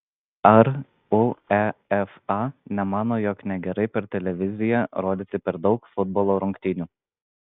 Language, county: Lithuanian, Vilnius